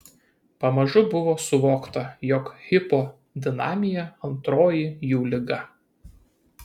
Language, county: Lithuanian, Kaunas